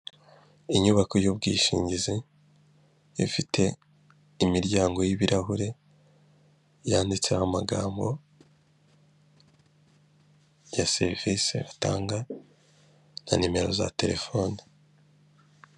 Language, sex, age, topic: Kinyarwanda, male, 25-35, finance